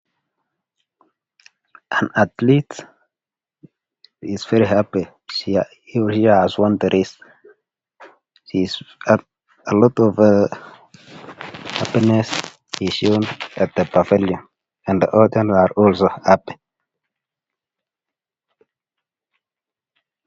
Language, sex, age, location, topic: Swahili, male, 25-35, Nakuru, government